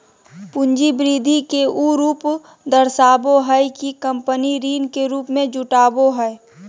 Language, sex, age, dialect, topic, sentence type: Magahi, female, 18-24, Southern, banking, statement